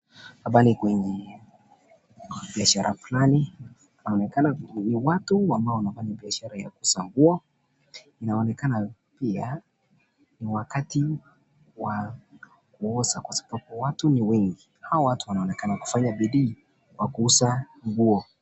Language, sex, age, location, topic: Swahili, male, 18-24, Nakuru, finance